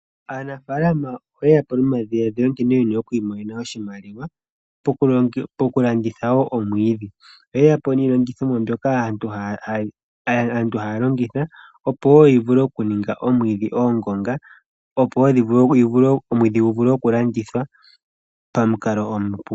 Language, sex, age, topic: Oshiwambo, female, 25-35, agriculture